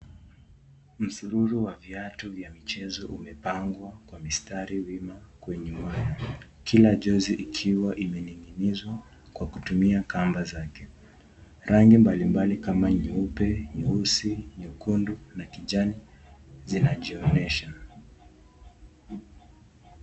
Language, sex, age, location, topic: Swahili, male, 18-24, Nakuru, finance